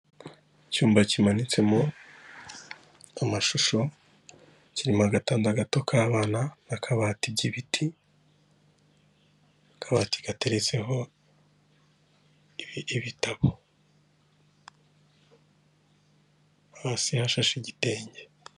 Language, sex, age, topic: Kinyarwanda, male, 25-35, finance